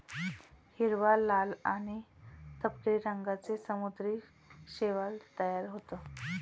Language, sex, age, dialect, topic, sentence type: Marathi, male, 36-40, Standard Marathi, agriculture, statement